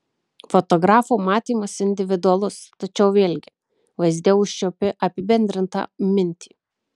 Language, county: Lithuanian, Kaunas